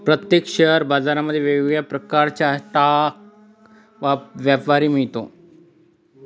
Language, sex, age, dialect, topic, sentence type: Marathi, male, 36-40, Northern Konkan, banking, statement